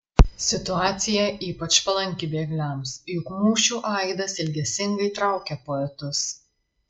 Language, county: Lithuanian, Marijampolė